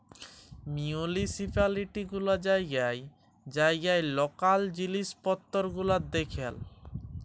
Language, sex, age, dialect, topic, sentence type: Bengali, male, 18-24, Jharkhandi, banking, statement